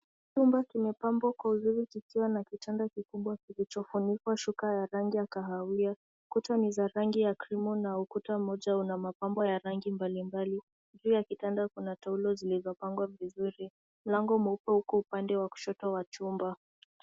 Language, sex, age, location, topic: Swahili, female, 18-24, Nairobi, education